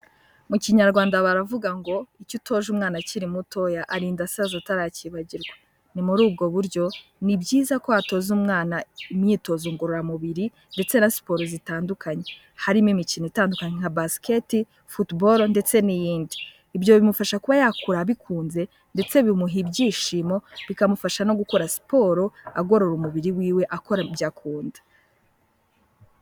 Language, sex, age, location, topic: Kinyarwanda, female, 18-24, Kigali, health